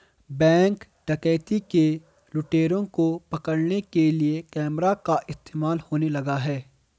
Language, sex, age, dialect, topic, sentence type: Hindi, male, 18-24, Garhwali, banking, statement